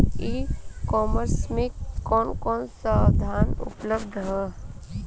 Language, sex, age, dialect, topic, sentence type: Bhojpuri, female, 25-30, Southern / Standard, agriculture, question